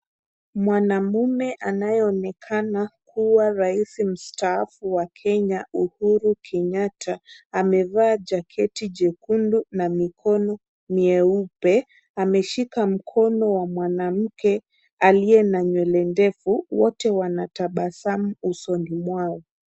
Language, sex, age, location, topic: Swahili, female, 25-35, Kisumu, government